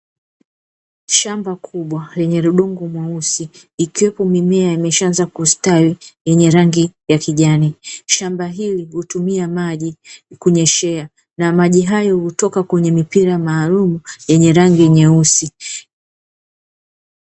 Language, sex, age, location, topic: Swahili, female, 36-49, Dar es Salaam, agriculture